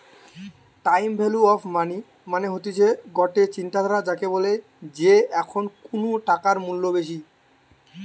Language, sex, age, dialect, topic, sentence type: Bengali, male, 18-24, Western, banking, statement